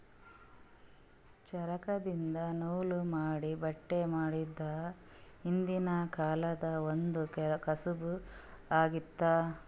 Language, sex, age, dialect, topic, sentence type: Kannada, female, 36-40, Northeastern, agriculture, statement